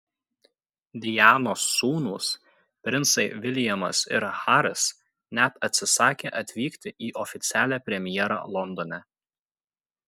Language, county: Lithuanian, Kaunas